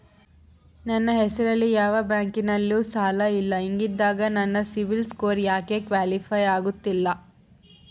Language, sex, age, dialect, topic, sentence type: Kannada, female, 18-24, Central, banking, question